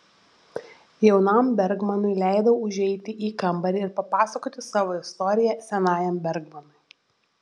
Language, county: Lithuanian, Šiauliai